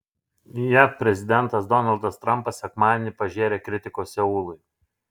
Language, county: Lithuanian, Šiauliai